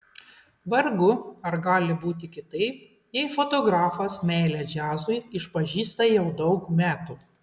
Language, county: Lithuanian, Klaipėda